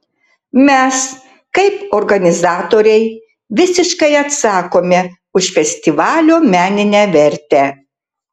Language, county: Lithuanian, Tauragė